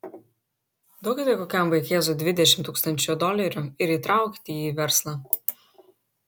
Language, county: Lithuanian, Kaunas